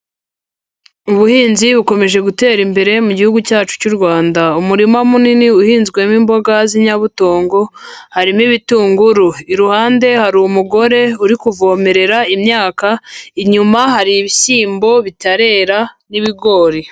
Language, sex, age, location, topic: Kinyarwanda, female, 18-24, Huye, agriculture